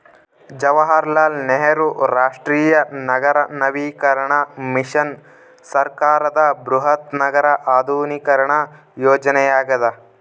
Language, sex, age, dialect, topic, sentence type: Kannada, male, 18-24, Central, banking, statement